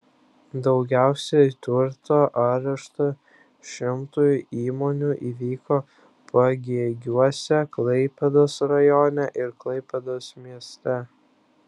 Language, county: Lithuanian, Klaipėda